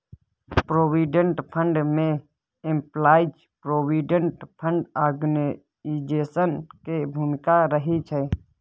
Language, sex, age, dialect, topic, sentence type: Maithili, male, 31-35, Bajjika, banking, statement